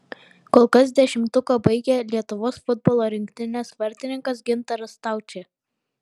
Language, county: Lithuanian, Vilnius